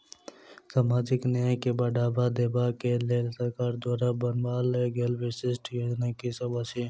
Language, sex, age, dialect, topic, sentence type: Maithili, male, 18-24, Southern/Standard, banking, question